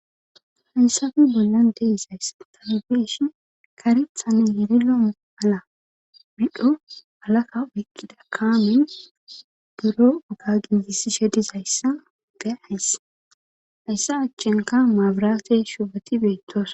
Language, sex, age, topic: Gamo, female, 25-35, government